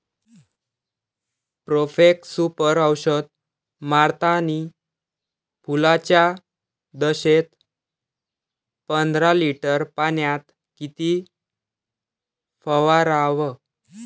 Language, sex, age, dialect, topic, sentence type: Marathi, male, 18-24, Varhadi, agriculture, question